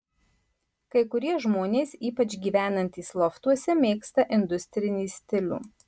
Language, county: Lithuanian, Marijampolė